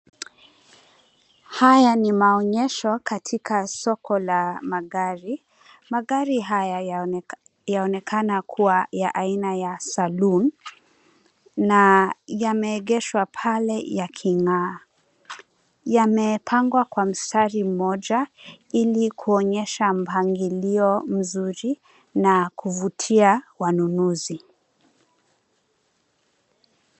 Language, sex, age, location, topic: Swahili, female, 25-35, Nairobi, finance